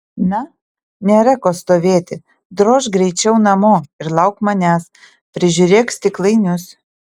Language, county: Lithuanian, Utena